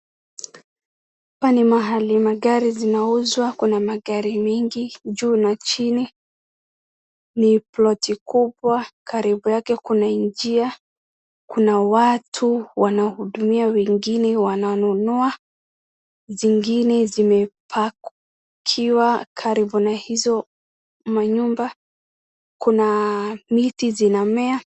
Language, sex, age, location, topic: Swahili, male, 18-24, Wajir, finance